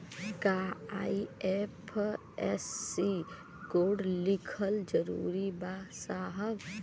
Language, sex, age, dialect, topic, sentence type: Bhojpuri, female, 31-35, Western, banking, question